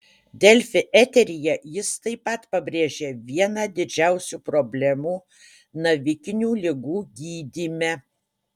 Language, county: Lithuanian, Utena